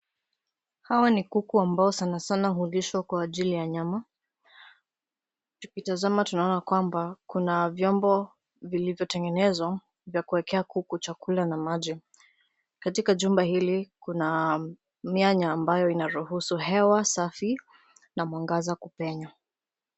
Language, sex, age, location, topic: Swahili, female, 18-24, Nairobi, agriculture